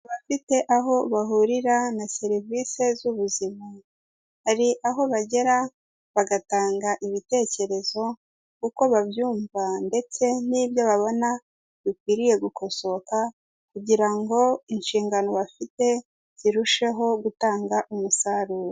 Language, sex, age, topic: Kinyarwanda, female, 50+, health